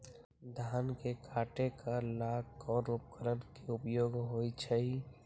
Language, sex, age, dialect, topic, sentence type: Magahi, male, 18-24, Western, agriculture, question